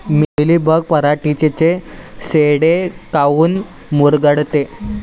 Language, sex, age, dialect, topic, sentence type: Marathi, male, 18-24, Varhadi, agriculture, question